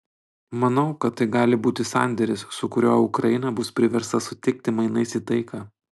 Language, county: Lithuanian, Panevėžys